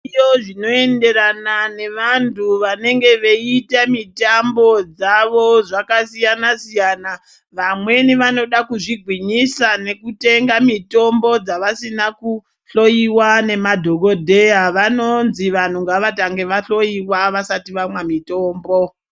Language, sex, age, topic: Ndau, male, 36-49, health